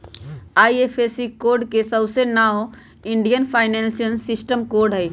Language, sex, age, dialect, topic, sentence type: Magahi, female, 31-35, Western, banking, statement